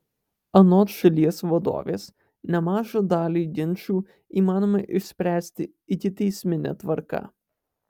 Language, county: Lithuanian, Alytus